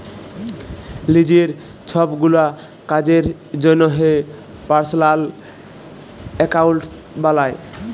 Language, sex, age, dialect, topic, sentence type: Bengali, male, 18-24, Jharkhandi, banking, statement